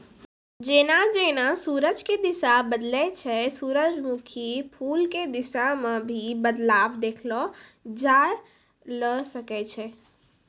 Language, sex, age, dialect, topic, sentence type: Maithili, female, 18-24, Angika, agriculture, statement